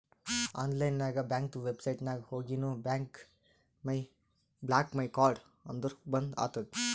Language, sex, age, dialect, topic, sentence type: Kannada, male, 31-35, Northeastern, banking, statement